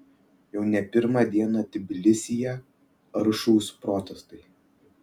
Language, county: Lithuanian, Vilnius